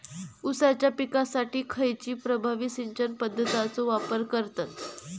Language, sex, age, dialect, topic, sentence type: Marathi, female, 18-24, Southern Konkan, agriculture, question